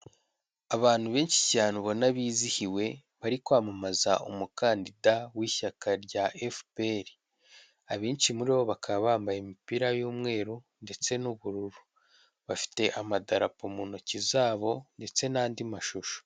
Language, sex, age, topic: Kinyarwanda, male, 18-24, government